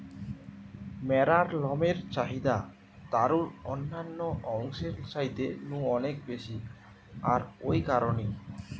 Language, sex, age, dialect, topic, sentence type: Bengali, male, 18-24, Western, agriculture, statement